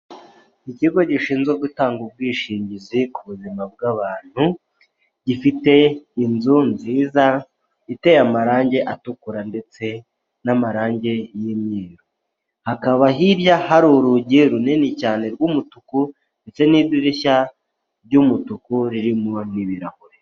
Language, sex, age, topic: Kinyarwanda, male, 25-35, finance